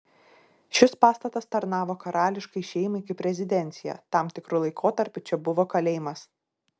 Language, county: Lithuanian, Šiauliai